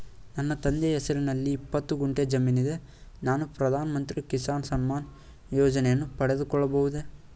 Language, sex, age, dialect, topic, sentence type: Kannada, male, 18-24, Mysore Kannada, agriculture, question